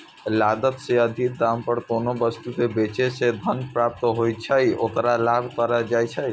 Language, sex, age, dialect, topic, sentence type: Maithili, female, 46-50, Eastern / Thethi, banking, statement